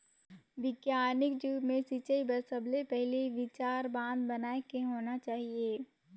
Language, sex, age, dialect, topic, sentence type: Chhattisgarhi, female, 18-24, Northern/Bhandar, agriculture, statement